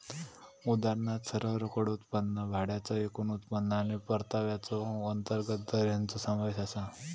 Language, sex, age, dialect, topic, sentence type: Marathi, male, 18-24, Southern Konkan, banking, statement